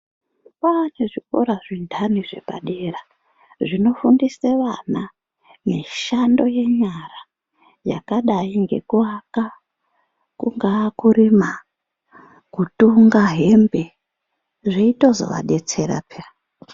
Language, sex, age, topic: Ndau, female, 36-49, education